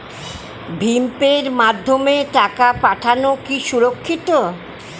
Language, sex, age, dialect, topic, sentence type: Bengali, female, 60-100, Standard Colloquial, banking, question